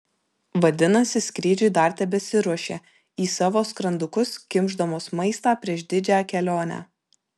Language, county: Lithuanian, Vilnius